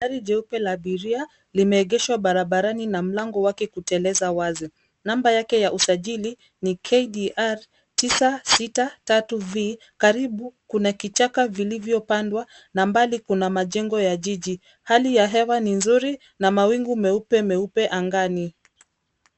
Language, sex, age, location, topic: Swahili, female, 25-35, Nairobi, finance